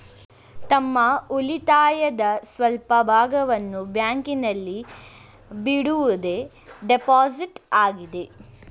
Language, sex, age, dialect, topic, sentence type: Kannada, female, 18-24, Mysore Kannada, banking, statement